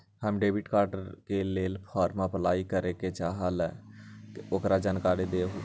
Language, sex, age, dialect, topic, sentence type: Magahi, male, 41-45, Western, banking, question